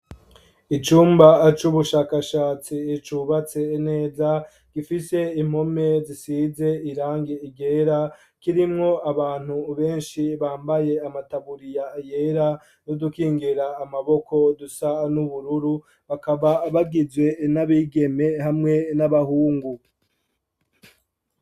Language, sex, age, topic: Rundi, male, 25-35, education